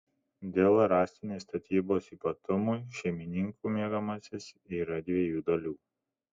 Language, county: Lithuanian, Kaunas